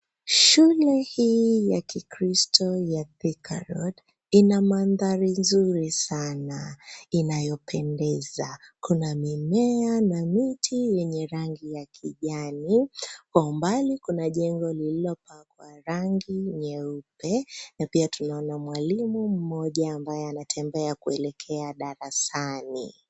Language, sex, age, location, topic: Swahili, female, 25-35, Nairobi, education